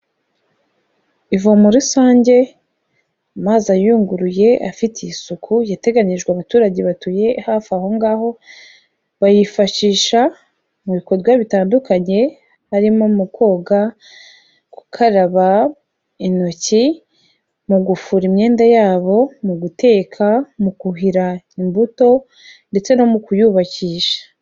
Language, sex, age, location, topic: Kinyarwanda, female, 25-35, Kigali, health